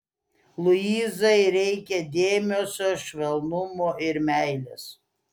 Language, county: Lithuanian, Klaipėda